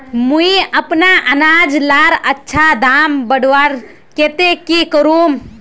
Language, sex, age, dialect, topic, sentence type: Magahi, female, 18-24, Northeastern/Surjapuri, agriculture, question